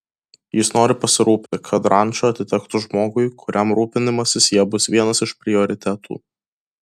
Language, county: Lithuanian, Kaunas